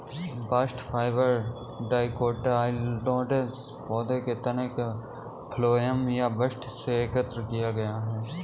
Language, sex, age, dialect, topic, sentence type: Hindi, male, 18-24, Kanauji Braj Bhasha, agriculture, statement